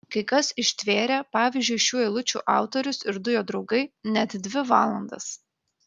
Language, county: Lithuanian, Kaunas